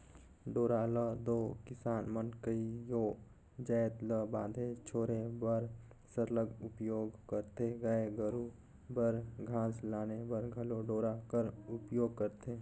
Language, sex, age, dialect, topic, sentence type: Chhattisgarhi, male, 25-30, Northern/Bhandar, agriculture, statement